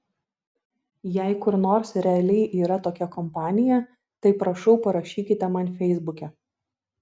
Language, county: Lithuanian, Šiauliai